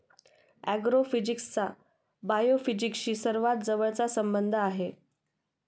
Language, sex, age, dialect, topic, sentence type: Marathi, female, 25-30, Standard Marathi, agriculture, statement